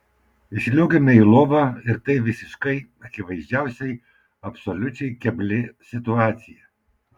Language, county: Lithuanian, Vilnius